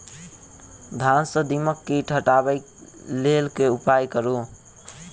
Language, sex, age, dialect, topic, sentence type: Maithili, male, 18-24, Southern/Standard, agriculture, question